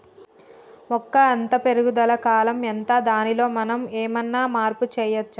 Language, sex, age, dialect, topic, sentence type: Telugu, female, 36-40, Telangana, agriculture, question